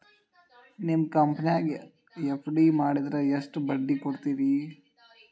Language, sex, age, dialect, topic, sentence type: Kannada, male, 18-24, Dharwad Kannada, banking, question